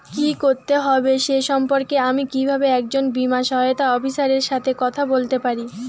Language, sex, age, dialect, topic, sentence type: Bengali, female, 18-24, Rajbangshi, banking, question